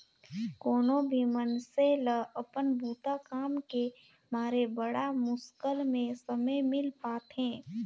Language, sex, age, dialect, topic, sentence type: Chhattisgarhi, female, 18-24, Northern/Bhandar, banking, statement